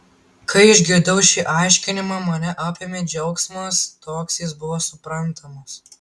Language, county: Lithuanian, Tauragė